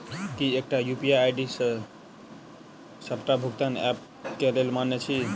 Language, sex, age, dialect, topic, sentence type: Maithili, male, 31-35, Southern/Standard, banking, question